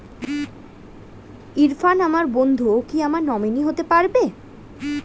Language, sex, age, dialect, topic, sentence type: Bengali, female, 18-24, Standard Colloquial, banking, question